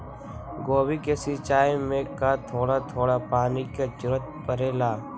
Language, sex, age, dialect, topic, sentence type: Magahi, male, 18-24, Western, agriculture, question